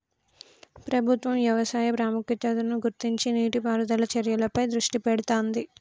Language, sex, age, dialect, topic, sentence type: Telugu, female, 25-30, Telangana, agriculture, statement